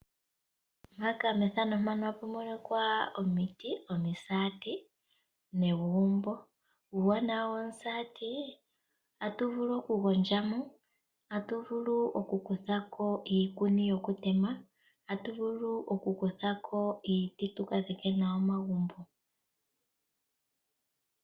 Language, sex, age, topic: Oshiwambo, female, 25-35, agriculture